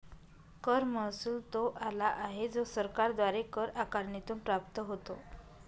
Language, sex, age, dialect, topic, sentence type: Marathi, male, 31-35, Northern Konkan, banking, statement